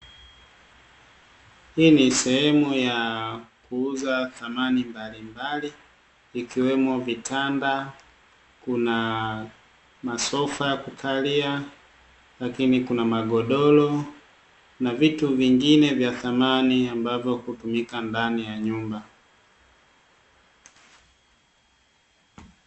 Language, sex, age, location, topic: Swahili, male, 25-35, Dar es Salaam, finance